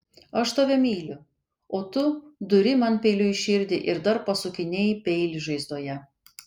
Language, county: Lithuanian, Kaunas